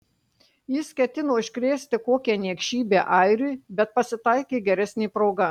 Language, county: Lithuanian, Marijampolė